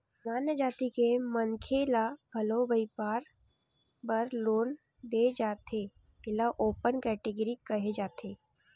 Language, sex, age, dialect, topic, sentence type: Chhattisgarhi, female, 31-35, Western/Budati/Khatahi, banking, statement